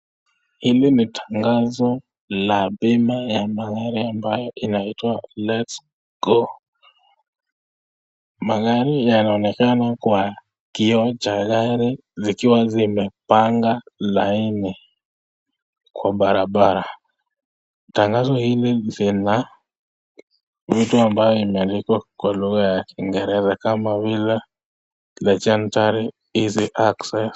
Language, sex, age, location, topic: Swahili, male, 18-24, Nakuru, finance